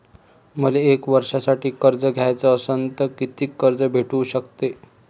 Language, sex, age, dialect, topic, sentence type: Marathi, male, 25-30, Varhadi, banking, question